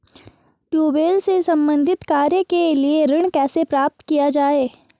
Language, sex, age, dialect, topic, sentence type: Hindi, female, 18-24, Marwari Dhudhari, banking, question